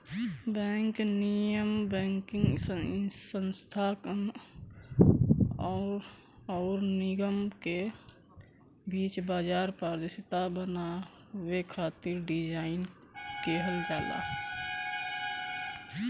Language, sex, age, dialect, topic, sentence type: Bhojpuri, male, 31-35, Western, banking, statement